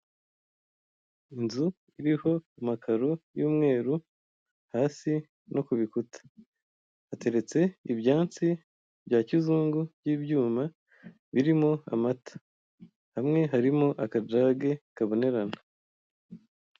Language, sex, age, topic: Kinyarwanda, female, 25-35, finance